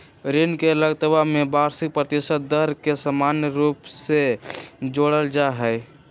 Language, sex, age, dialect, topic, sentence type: Magahi, male, 18-24, Western, banking, statement